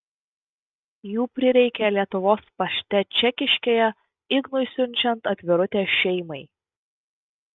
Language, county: Lithuanian, Vilnius